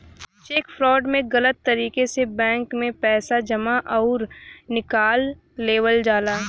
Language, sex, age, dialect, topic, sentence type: Bhojpuri, female, 18-24, Western, banking, statement